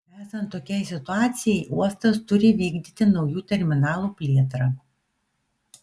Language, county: Lithuanian, Vilnius